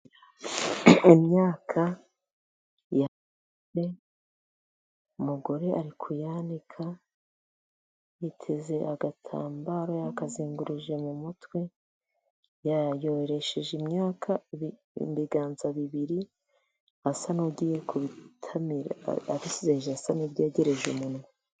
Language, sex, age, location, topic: Kinyarwanda, female, 50+, Musanze, agriculture